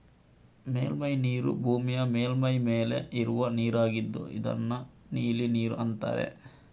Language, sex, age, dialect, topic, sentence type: Kannada, male, 60-100, Coastal/Dakshin, agriculture, statement